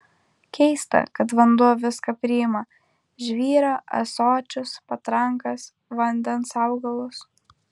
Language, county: Lithuanian, Kaunas